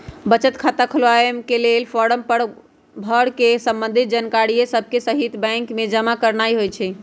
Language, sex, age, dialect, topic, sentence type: Magahi, female, 31-35, Western, banking, statement